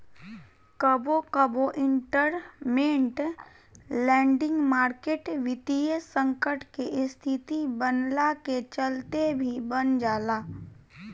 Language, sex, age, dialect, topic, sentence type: Bhojpuri, female, 18-24, Southern / Standard, banking, statement